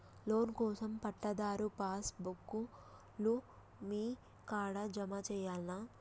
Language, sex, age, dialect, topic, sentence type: Telugu, female, 25-30, Telangana, banking, question